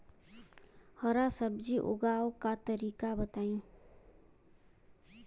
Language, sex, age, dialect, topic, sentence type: Bhojpuri, female, 25-30, Western, agriculture, question